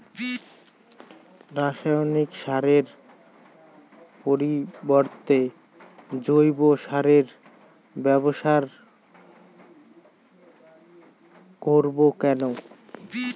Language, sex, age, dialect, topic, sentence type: Bengali, male, 18-24, Rajbangshi, agriculture, question